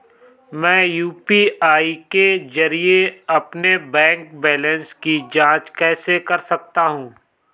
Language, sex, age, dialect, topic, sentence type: Hindi, male, 25-30, Awadhi Bundeli, banking, question